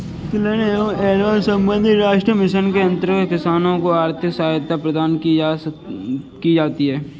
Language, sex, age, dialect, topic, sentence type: Hindi, male, 25-30, Kanauji Braj Bhasha, agriculture, statement